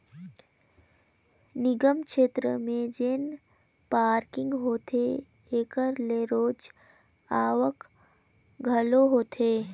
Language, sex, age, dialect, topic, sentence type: Chhattisgarhi, female, 18-24, Northern/Bhandar, banking, statement